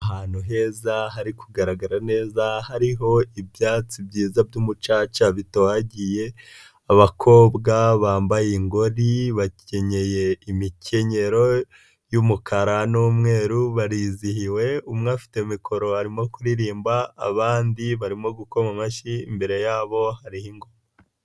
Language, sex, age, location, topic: Kinyarwanda, male, 25-35, Nyagatare, government